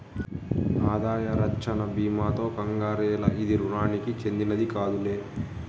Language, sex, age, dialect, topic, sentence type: Telugu, male, 31-35, Southern, banking, statement